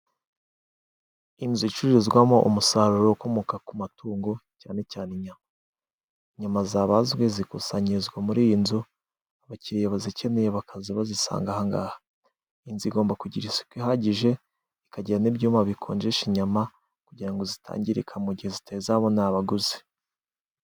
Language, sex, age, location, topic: Kinyarwanda, male, 18-24, Musanze, finance